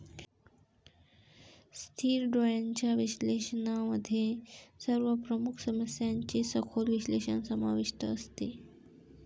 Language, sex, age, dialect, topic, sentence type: Marathi, female, 18-24, Varhadi, banking, statement